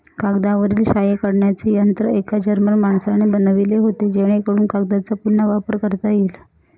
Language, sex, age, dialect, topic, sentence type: Marathi, female, 31-35, Northern Konkan, agriculture, statement